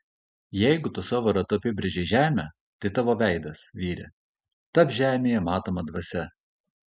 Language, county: Lithuanian, Kaunas